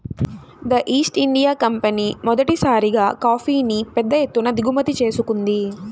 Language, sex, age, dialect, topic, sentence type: Telugu, female, 18-24, Central/Coastal, agriculture, statement